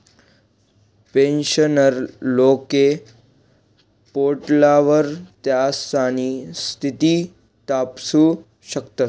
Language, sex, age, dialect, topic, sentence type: Marathi, male, 25-30, Northern Konkan, banking, statement